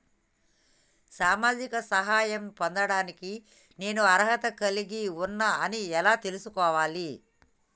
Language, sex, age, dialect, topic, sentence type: Telugu, female, 25-30, Telangana, banking, question